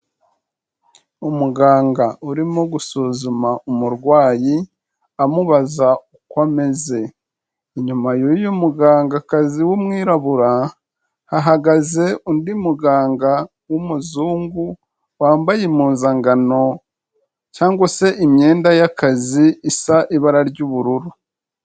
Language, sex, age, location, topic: Kinyarwanda, male, 25-35, Kigali, health